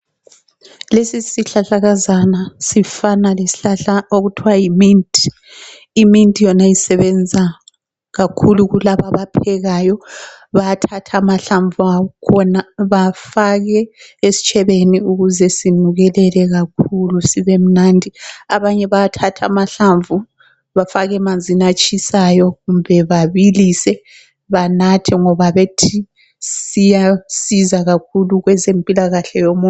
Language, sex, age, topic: North Ndebele, female, 36-49, health